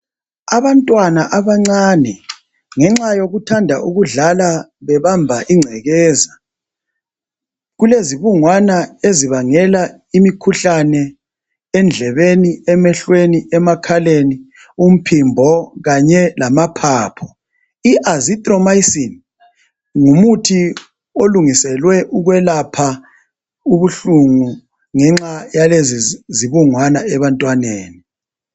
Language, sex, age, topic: North Ndebele, male, 36-49, health